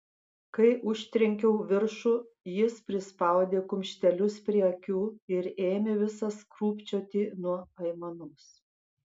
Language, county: Lithuanian, Klaipėda